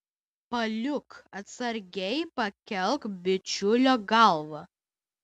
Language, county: Lithuanian, Utena